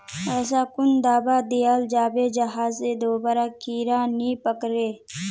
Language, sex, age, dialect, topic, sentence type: Magahi, female, 18-24, Northeastern/Surjapuri, agriculture, question